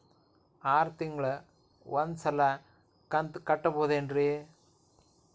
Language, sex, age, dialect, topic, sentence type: Kannada, male, 46-50, Dharwad Kannada, banking, question